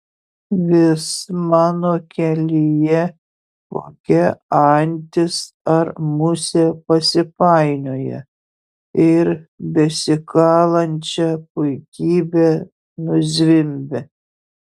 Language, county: Lithuanian, Utena